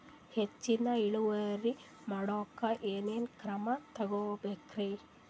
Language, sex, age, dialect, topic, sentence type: Kannada, female, 31-35, Northeastern, agriculture, question